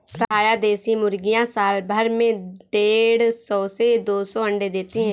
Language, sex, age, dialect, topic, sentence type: Hindi, female, 18-24, Kanauji Braj Bhasha, agriculture, statement